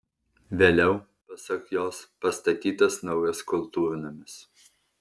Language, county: Lithuanian, Alytus